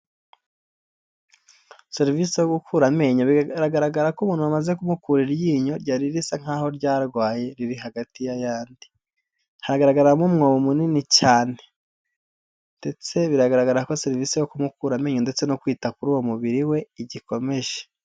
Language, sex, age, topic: Kinyarwanda, male, 18-24, health